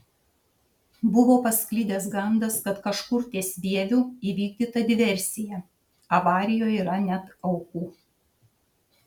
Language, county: Lithuanian, Šiauliai